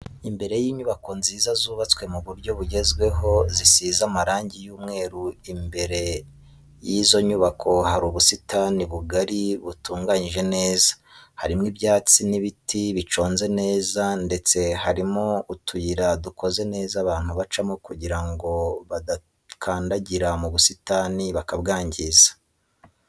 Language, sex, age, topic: Kinyarwanda, male, 25-35, education